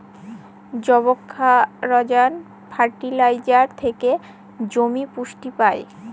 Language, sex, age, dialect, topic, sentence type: Bengali, female, 18-24, Northern/Varendri, agriculture, statement